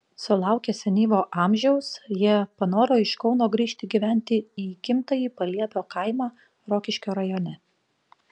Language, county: Lithuanian, Panevėžys